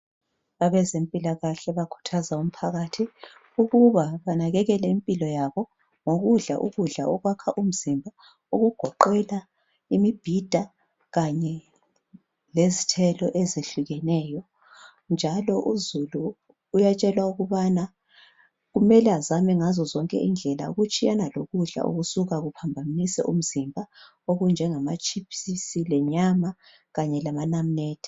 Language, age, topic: North Ndebele, 36-49, health